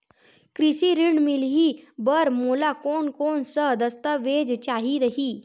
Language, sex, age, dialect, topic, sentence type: Chhattisgarhi, female, 60-100, Western/Budati/Khatahi, banking, question